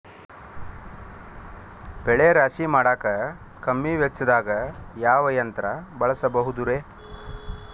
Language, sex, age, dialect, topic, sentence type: Kannada, male, 41-45, Dharwad Kannada, agriculture, question